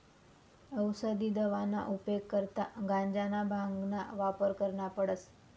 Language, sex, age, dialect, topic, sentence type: Marathi, female, 25-30, Northern Konkan, agriculture, statement